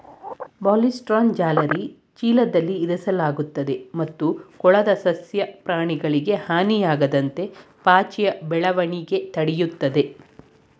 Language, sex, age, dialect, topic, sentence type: Kannada, female, 46-50, Mysore Kannada, agriculture, statement